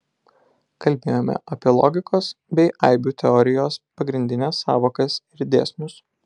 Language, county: Lithuanian, Alytus